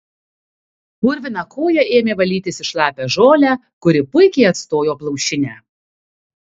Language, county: Lithuanian, Kaunas